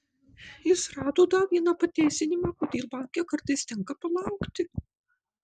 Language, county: Lithuanian, Marijampolė